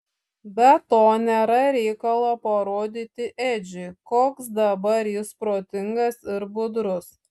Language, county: Lithuanian, Šiauliai